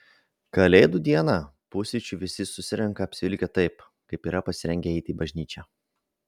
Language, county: Lithuanian, Vilnius